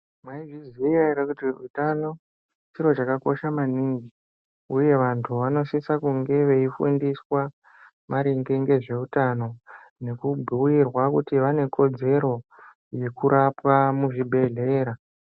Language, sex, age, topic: Ndau, male, 18-24, health